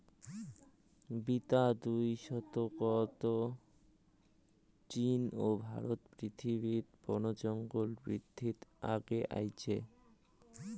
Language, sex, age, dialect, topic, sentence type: Bengali, male, 18-24, Rajbangshi, agriculture, statement